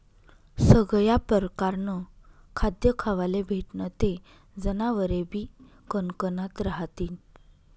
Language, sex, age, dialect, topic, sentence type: Marathi, female, 25-30, Northern Konkan, agriculture, statement